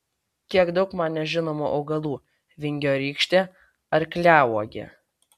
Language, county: Lithuanian, Vilnius